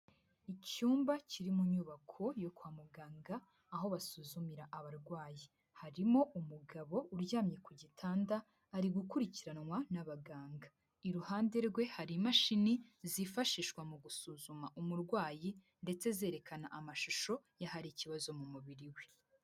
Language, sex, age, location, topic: Kinyarwanda, female, 18-24, Huye, health